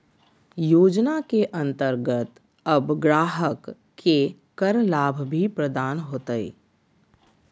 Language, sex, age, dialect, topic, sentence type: Magahi, female, 51-55, Southern, banking, statement